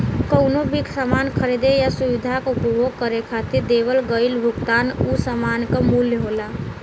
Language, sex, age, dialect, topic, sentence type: Bhojpuri, female, 18-24, Western, banking, statement